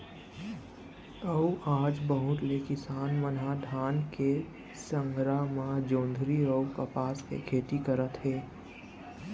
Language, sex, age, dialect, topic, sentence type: Chhattisgarhi, male, 18-24, Central, agriculture, statement